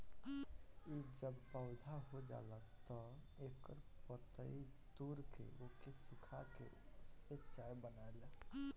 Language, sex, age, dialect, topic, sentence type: Bhojpuri, male, 18-24, Northern, agriculture, statement